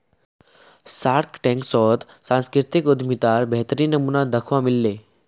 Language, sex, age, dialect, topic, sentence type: Magahi, male, 18-24, Northeastern/Surjapuri, banking, statement